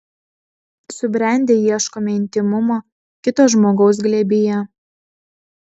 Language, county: Lithuanian, Vilnius